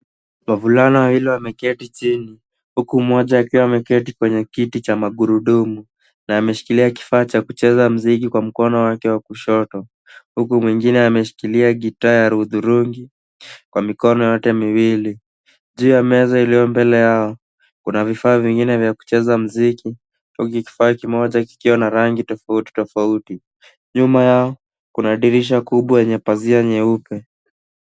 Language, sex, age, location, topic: Swahili, male, 18-24, Nairobi, education